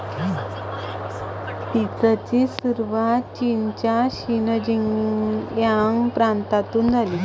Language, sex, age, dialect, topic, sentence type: Marathi, female, 25-30, Varhadi, agriculture, statement